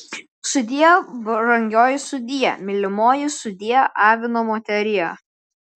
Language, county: Lithuanian, Klaipėda